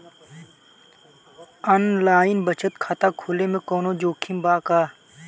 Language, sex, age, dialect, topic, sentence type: Bhojpuri, male, 18-24, Southern / Standard, banking, question